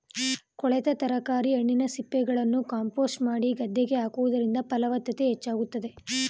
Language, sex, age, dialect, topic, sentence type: Kannada, female, 18-24, Mysore Kannada, agriculture, statement